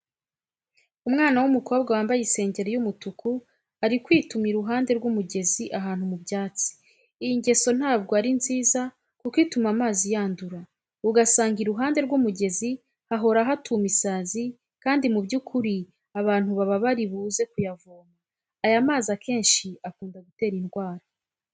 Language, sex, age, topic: Kinyarwanda, female, 25-35, education